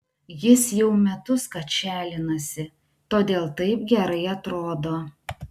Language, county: Lithuanian, Klaipėda